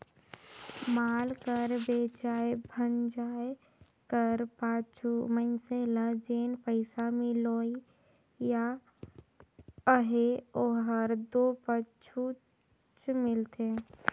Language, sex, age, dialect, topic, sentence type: Chhattisgarhi, female, 25-30, Northern/Bhandar, banking, statement